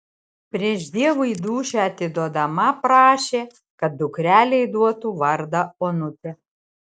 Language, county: Lithuanian, Šiauliai